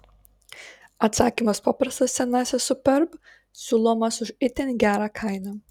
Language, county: Lithuanian, Kaunas